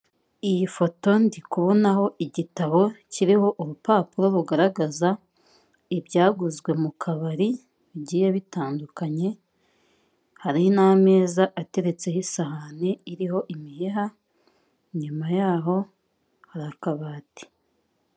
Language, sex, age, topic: Kinyarwanda, female, 25-35, finance